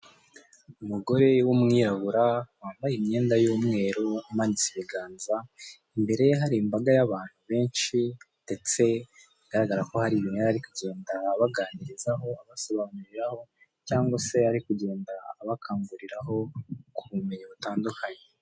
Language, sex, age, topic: Kinyarwanda, male, 18-24, government